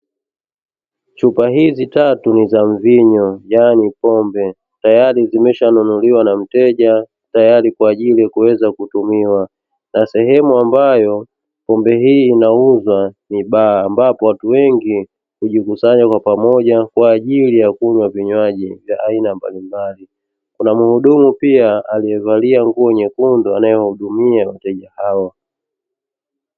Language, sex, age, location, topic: Swahili, male, 25-35, Dar es Salaam, finance